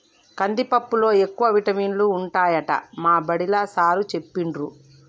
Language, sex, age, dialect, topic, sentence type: Telugu, female, 25-30, Telangana, agriculture, statement